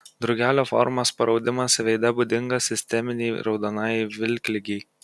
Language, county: Lithuanian, Kaunas